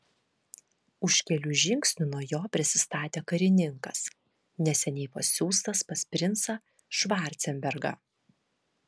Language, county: Lithuanian, Vilnius